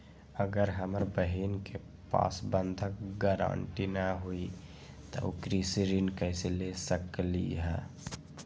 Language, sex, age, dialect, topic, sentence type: Magahi, male, 18-24, Western, agriculture, statement